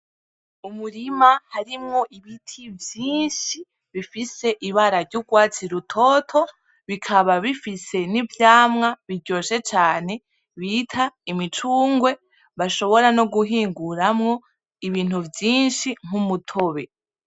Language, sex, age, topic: Rundi, female, 18-24, agriculture